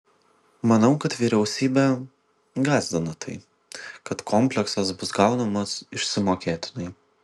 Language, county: Lithuanian, Vilnius